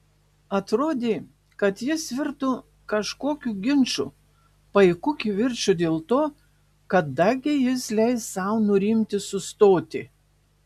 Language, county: Lithuanian, Marijampolė